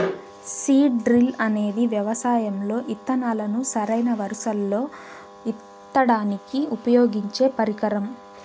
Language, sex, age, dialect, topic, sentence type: Telugu, female, 18-24, Southern, agriculture, statement